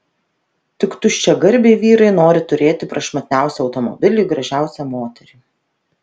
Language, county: Lithuanian, Vilnius